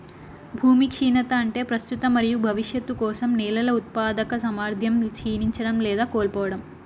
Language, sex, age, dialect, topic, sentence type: Telugu, female, 18-24, Southern, agriculture, statement